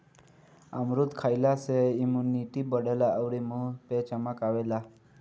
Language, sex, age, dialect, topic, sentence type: Bhojpuri, male, <18, Northern, agriculture, statement